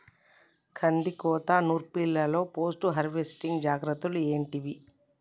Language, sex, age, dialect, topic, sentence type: Telugu, male, 36-40, Telangana, agriculture, question